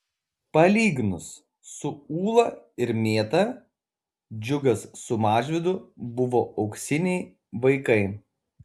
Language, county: Lithuanian, Kaunas